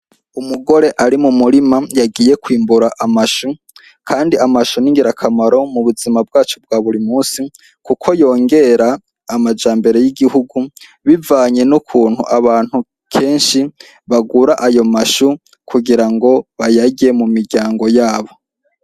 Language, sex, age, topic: Rundi, male, 18-24, agriculture